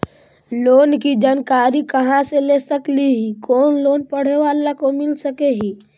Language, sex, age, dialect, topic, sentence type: Magahi, male, 18-24, Central/Standard, banking, question